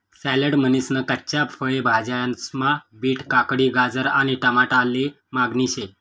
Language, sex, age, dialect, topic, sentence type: Marathi, male, 25-30, Northern Konkan, agriculture, statement